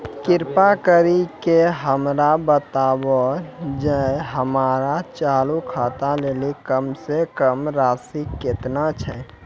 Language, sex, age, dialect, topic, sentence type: Maithili, male, 18-24, Angika, banking, statement